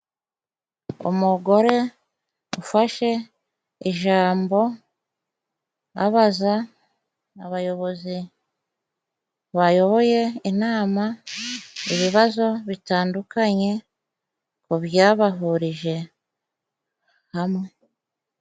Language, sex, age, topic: Kinyarwanda, female, 36-49, government